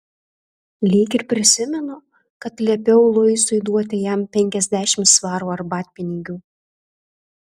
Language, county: Lithuanian, Alytus